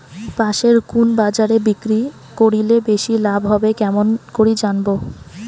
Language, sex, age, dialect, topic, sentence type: Bengali, female, 18-24, Rajbangshi, agriculture, question